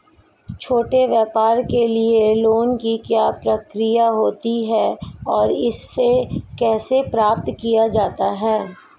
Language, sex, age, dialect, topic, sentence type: Hindi, female, 18-24, Marwari Dhudhari, banking, question